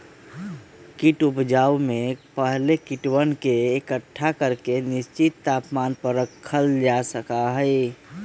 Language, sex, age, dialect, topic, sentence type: Magahi, male, 25-30, Western, agriculture, statement